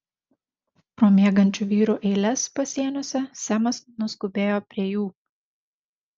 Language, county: Lithuanian, Šiauliai